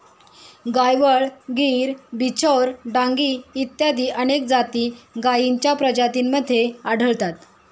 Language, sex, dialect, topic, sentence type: Marathi, female, Standard Marathi, agriculture, statement